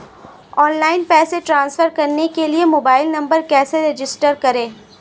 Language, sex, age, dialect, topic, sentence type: Hindi, female, 18-24, Marwari Dhudhari, banking, question